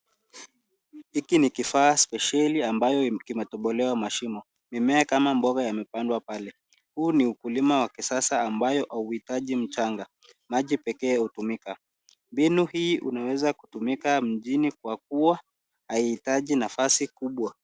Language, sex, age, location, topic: Swahili, male, 18-24, Nairobi, agriculture